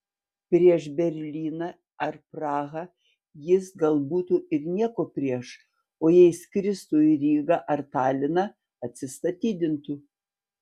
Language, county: Lithuanian, Panevėžys